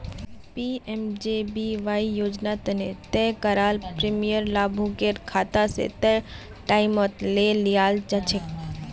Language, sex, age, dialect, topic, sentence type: Magahi, female, 18-24, Northeastern/Surjapuri, banking, statement